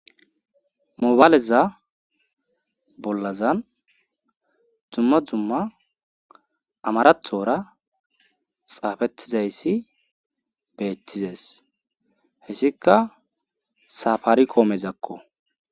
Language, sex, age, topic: Gamo, male, 18-24, government